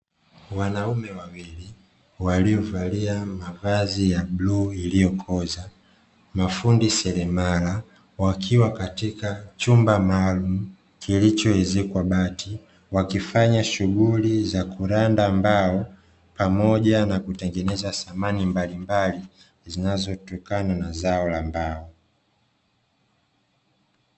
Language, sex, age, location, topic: Swahili, male, 25-35, Dar es Salaam, finance